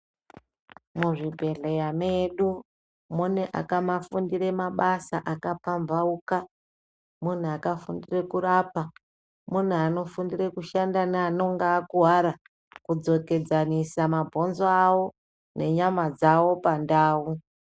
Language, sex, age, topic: Ndau, female, 25-35, health